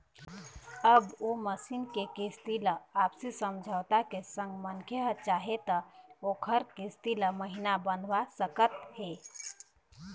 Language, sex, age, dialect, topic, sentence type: Chhattisgarhi, female, 25-30, Eastern, banking, statement